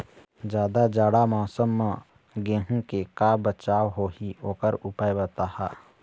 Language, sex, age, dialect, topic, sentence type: Chhattisgarhi, male, 31-35, Eastern, agriculture, question